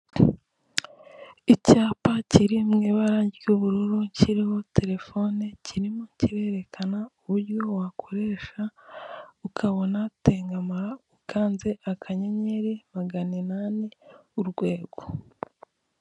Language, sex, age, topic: Kinyarwanda, female, 25-35, government